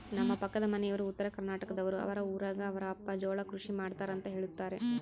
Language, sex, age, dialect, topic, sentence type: Kannada, female, 25-30, Central, agriculture, statement